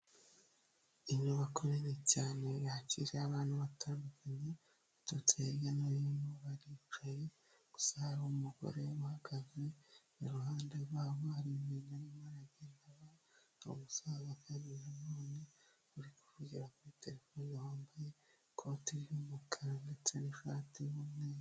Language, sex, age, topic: Kinyarwanda, female, 18-24, health